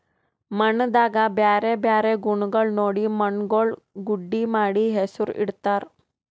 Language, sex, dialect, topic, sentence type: Kannada, female, Northeastern, agriculture, statement